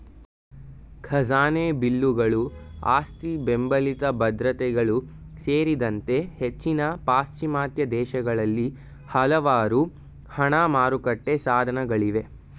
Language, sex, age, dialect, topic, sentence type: Kannada, male, 18-24, Mysore Kannada, banking, statement